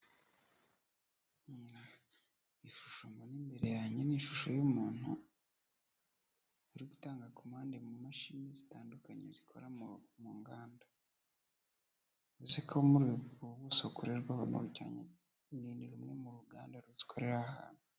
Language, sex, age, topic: Kinyarwanda, male, 25-35, health